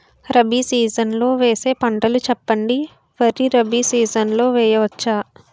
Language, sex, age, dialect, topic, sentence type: Telugu, female, 18-24, Utterandhra, agriculture, question